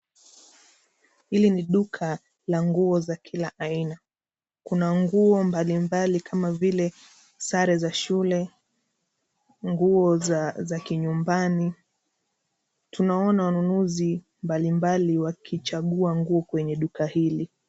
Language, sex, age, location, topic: Swahili, female, 25-35, Nairobi, finance